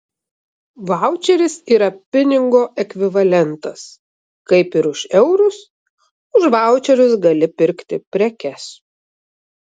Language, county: Lithuanian, Vilnius